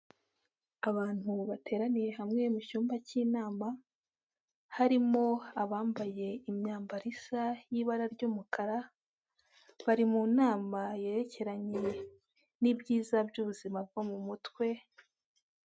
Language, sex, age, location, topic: Kinyarwanda, female, 18-24, Kigali, health